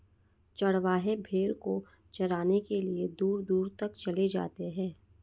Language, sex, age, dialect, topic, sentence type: Hindi, female, 56-60, Marwari Dhudhari, agriculture, statement